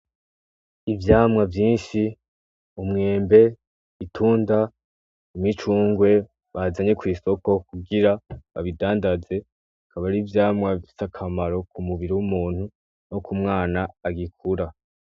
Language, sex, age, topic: Rundi, male, 18-24, agriculture